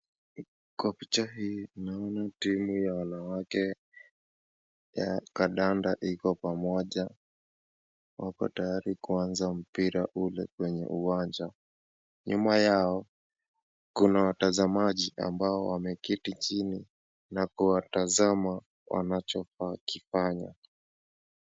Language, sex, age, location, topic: Swahili, male, 25-35, Nakuru, government